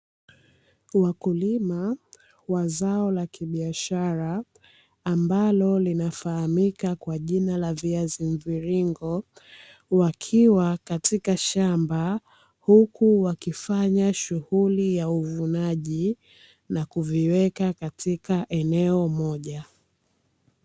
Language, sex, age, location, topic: Swahili, female, 18-24, Dar es Salaam, agriculture